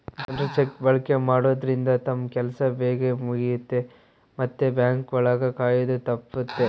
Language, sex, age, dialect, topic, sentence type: Kannada, male, 18-24, Central, banking, statement